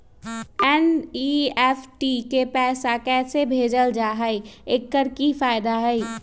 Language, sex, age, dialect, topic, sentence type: Magahi, male, 51-55, Western, banking, question